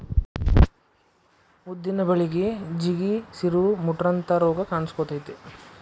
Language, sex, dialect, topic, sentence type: Kannada, male, Dharwad Kannada, agriculture, statement